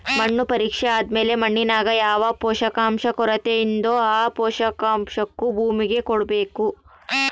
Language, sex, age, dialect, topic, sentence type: Kannada, female, 18-24, Central, agriculture, statement